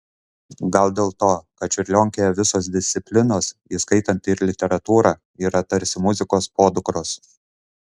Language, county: Lithuanian, Kaunas